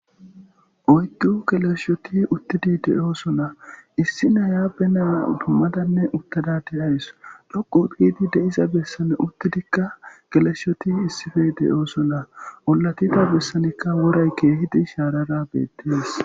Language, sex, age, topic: Gamo, male, 18-24, government